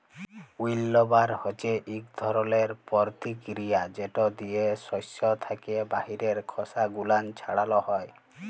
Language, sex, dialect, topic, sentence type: Bengali, male, Jharkhandi, agriculture, statement